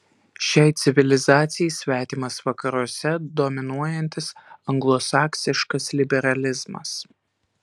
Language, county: Lithuanian, Alytus